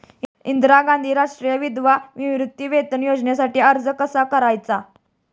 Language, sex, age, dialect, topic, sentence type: Marathi, female, 18-24, Standard Marathi, banking, question